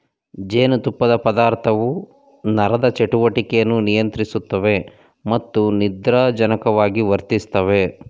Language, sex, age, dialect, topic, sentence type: Kannada, male, 36-40, Mysore Kannada, agriculture, statement